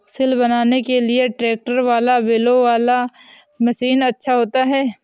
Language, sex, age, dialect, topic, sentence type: Hindi, female, 18-24, Awadhi Bundeli, agriculture, question